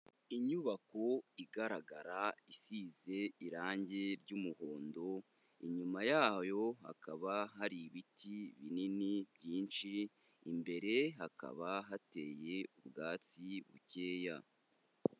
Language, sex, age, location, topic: Kinyarwanda, male, 18-24, Kigali, education